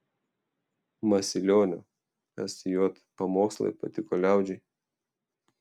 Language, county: Lithuanian, Telšiai